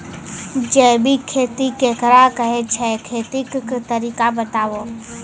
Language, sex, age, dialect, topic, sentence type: Maithili, female, 18-24, Angika, agriculture, question